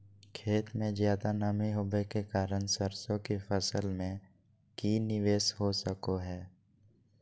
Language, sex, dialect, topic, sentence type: Magahi, male, Southern, agriculture, question